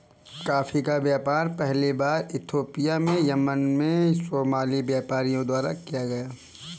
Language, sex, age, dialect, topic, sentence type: Hindi, male, 18-24, Kanauji Braj Bhasha, agriculture, statement